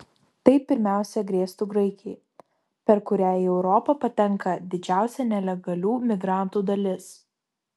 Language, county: Lithuanian, Vilnius